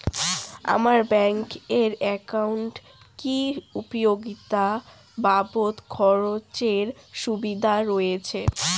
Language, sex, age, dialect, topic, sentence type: Bengali, female, <18, Rajbangshi, banking, question